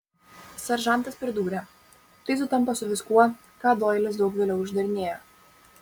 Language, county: Lithuanian, Vilnius